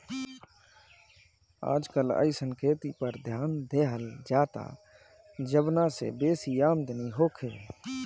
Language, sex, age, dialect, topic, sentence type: Bhojpuri, male, 31-35, Northern, agriculture, statement